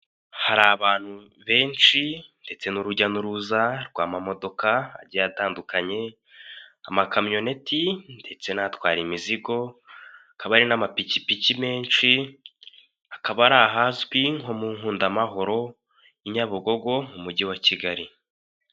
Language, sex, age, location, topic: Kinyarwanda, male, 18-24, Kigali, finance